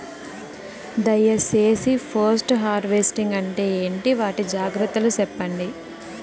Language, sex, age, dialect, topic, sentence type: Telugu, female, 18-24, Southern, agriculture, question